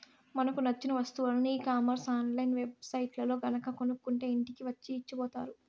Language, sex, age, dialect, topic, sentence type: Telugu, female, 56-60, Southern, banking, statement